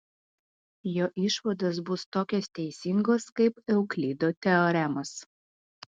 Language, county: Lithuanian, Klaipėda